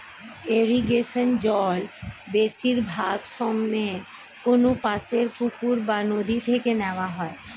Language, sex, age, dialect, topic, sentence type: Bengali, female, 36-40, Standard Colloquial, agriculture, statement